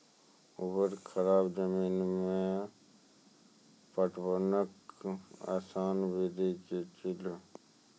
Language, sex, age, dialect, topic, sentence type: Maithili, male, 25-30, Angika, agriculture, question